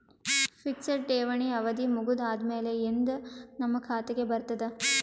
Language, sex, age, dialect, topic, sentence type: Kannada, female, 18-24, Northeastern, banking, question